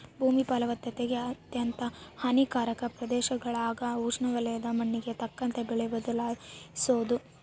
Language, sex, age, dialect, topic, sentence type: Kannada, female, 18-24, Central, agriculture, statement